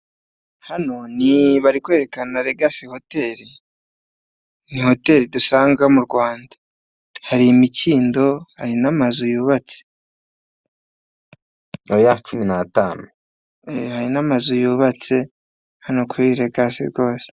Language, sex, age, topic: Kinyarwanda, male, 25-35, government